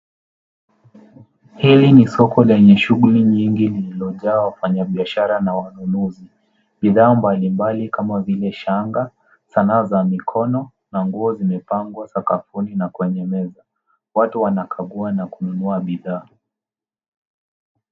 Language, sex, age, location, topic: Swahili, male, 18-24, Nairobi, finance